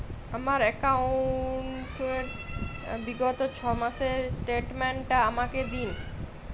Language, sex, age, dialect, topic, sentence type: Bengali, female, 25-30, Jharkhandi, banking, question